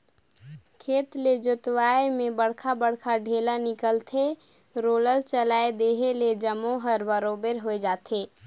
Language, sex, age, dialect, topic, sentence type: Chhattisgarhi, female, 46-50, Northern/Bhandar, agriculture, statement